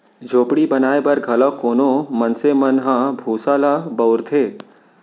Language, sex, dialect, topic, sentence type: Chhattisgarhi, male, Central, agriculture, statement